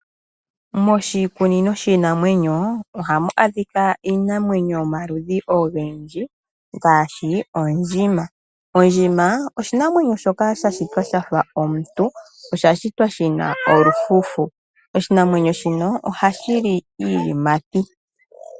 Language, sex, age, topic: Oshiwambo, female, 25-35, agriculture